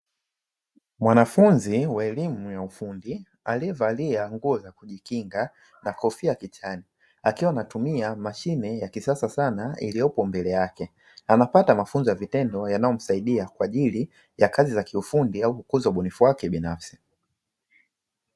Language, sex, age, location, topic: Swahili, male, 25-35, Dar es Salaam, education